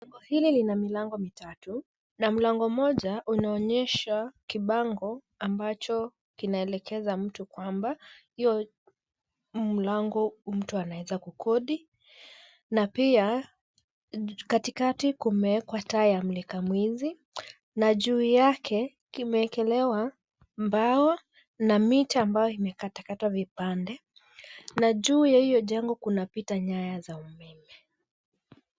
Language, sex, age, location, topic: Swahili, female, 25-35, Nairobi, finance